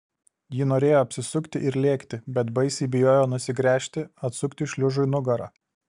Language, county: Lithuanian, Alytus